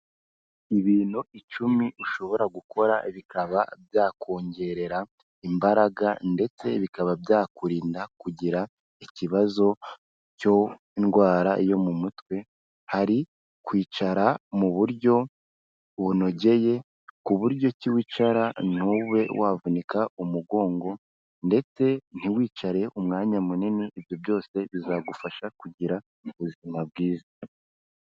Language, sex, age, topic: Kinyarwanda, female, 18-24, health